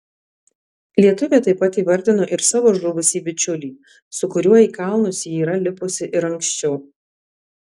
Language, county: Lithuanian, Alytus